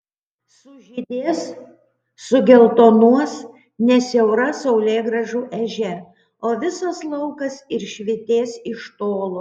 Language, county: Lithuanian, Panevėžys